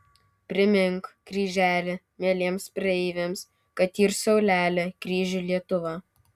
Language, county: Lithuanian, Kaunas